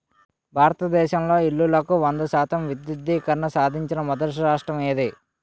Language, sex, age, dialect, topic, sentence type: Telugu, male, 18-24, Utterandhra, banking, question